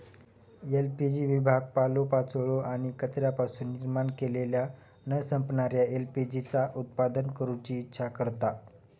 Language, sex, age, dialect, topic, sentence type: Marathi, male, 41-45, Southern Konkan, agriculture, statement